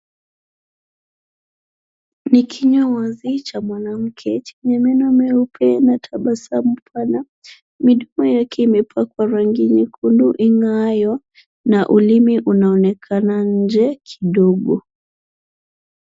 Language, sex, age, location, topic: Swahili, female, 25-35, Nairobi, health